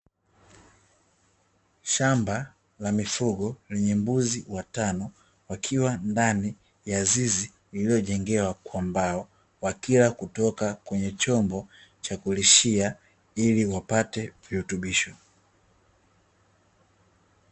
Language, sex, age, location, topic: Swahili, male, 18-24, Dar es Salaam, agriculture